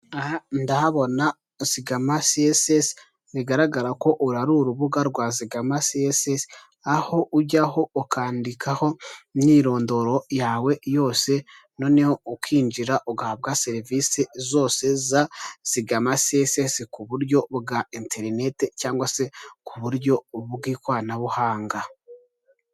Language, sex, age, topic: Kinyarwanda, male, 18-24, finance